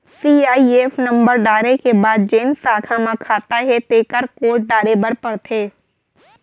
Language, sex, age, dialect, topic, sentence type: Chhattisgarhi, female, 18-24, Central, banking, statement